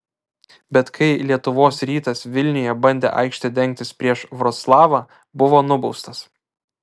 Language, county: Lithuanian, Vilnius